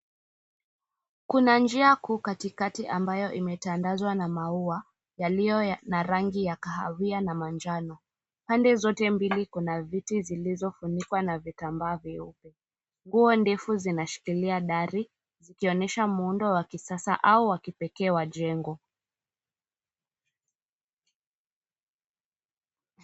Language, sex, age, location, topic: Swahili, female, 18-24, Mombasa, government